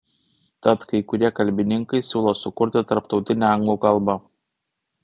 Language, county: Lithuanian, Vilnius